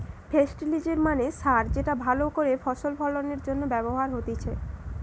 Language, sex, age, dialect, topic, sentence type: Bengali, male, 18-24, Western, agriculture, statement